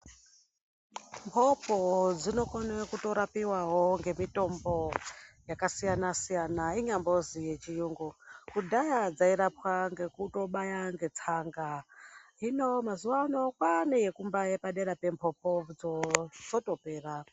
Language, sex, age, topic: Ndau, female, 50+, health